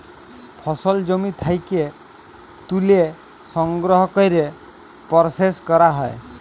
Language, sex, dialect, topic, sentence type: Bengali, male, Jharkhandi, agriculture, statement